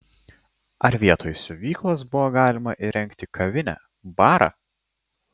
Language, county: Lithuanian, Klaipėda